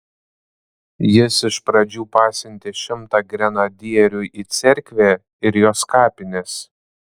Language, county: Lithuanian, Panevėžys